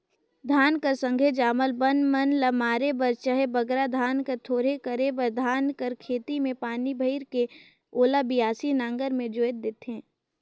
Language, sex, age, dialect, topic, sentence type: Chhattisgarhi, female, 18-24, Northern/Bhandar, agriculture, statement